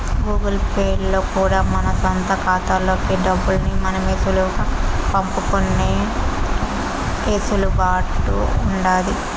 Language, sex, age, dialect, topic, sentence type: Telugu, female, 18-24, Southern, banking, statement